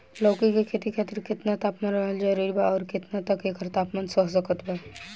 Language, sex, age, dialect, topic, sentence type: Bhojpuri, female, 18-24, Southern / Standard, agriculture, question